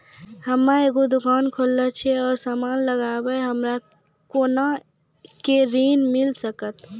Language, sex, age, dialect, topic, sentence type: Maithili, female, 18-24, Angika, banking, question